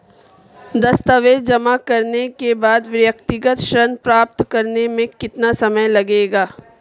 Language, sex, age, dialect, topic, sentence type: Hindi, female, 25-30, Marwari Dhudhari, banking, question